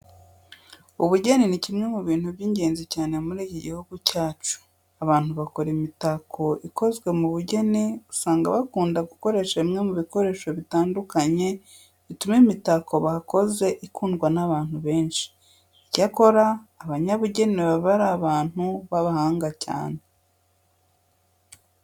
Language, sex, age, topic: Kinyarwanda, female, 36-49, education